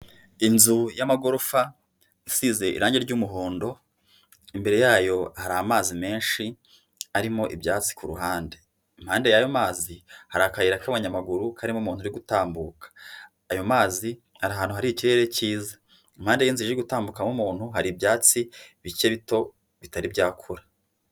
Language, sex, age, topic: Kinyarwanda, male, 25-35, finance